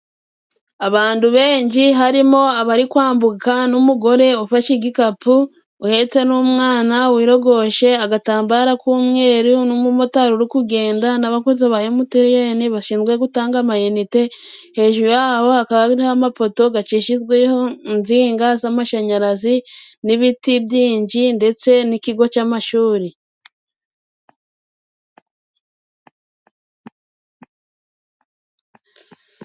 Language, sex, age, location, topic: Kinyarwanda, female, 25-35, Musanze, government